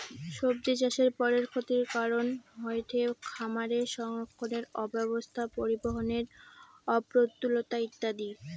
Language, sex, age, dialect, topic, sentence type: Bengali, female, 18-24, Rajbangshi, agriculture, statement